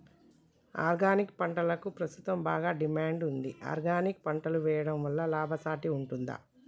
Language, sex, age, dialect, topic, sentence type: Telugu, male, 36-40, Telangana, agriculture, question